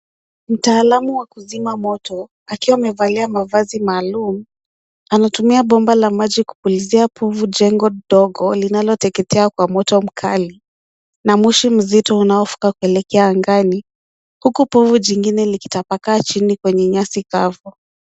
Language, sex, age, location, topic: Swahili, female, 18-24, Nairobi, health